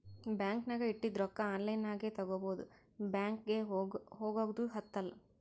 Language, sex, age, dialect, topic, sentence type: Kannada, female, 56-60, Northeastern, banking, statement